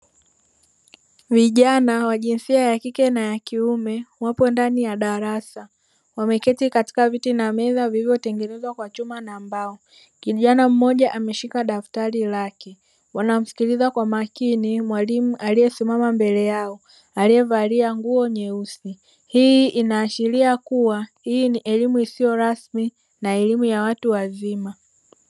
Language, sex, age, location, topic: Swahili, female, 25-35, Dar es Salaam, education